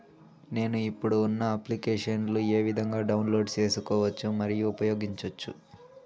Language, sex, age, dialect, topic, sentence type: Telugu, male, 18-24, Southern, banking, question